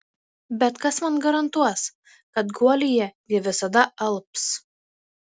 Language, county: Lithuanian, Marijampolė